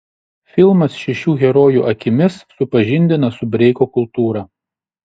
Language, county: Lithuanian, Šiauliai